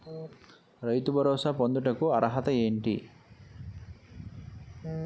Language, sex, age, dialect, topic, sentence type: Telugu, male, 31-35, Utterandhra, agriculture, question